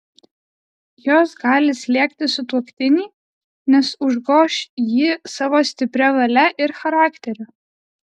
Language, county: Lithuanian, Alytus